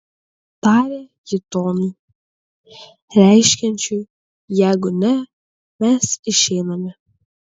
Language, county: Lithuanian, Kaunas